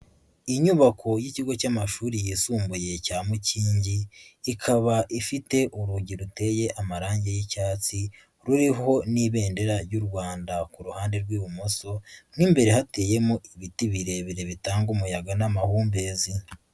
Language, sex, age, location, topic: Kinyarwanda, male, 25-35, Huye, education